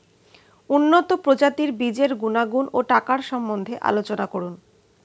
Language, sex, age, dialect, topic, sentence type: Bengali, female, 31-35, Standard Colloquial, agriculture, question